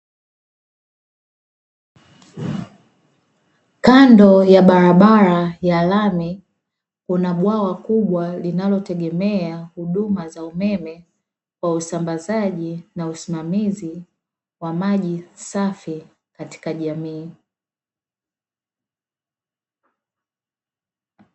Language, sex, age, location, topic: Swahili, female, 18-24, Dar es Salaam, government